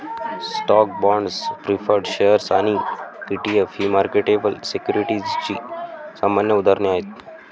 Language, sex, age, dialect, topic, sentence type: Marathi, male, 18-24, Varhadi, banking, statement